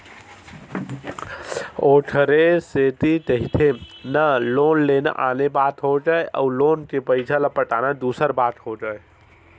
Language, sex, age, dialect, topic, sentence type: Chhattisgarhi, male, 18-24, Western/Budati/Khatahi, banking, statement